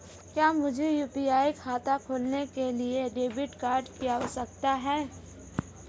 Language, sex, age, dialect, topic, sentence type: Hindi, female, 18-24, Marwari Dhudhari, banking, question